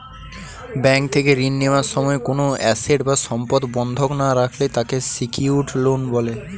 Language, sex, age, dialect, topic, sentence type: Bengali, male, 18-24, Standard Colloquial, banking, statement